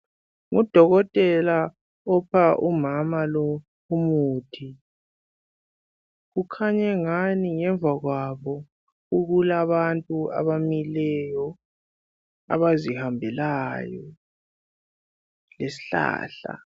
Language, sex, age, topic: North Ndebele, male, 18-24, health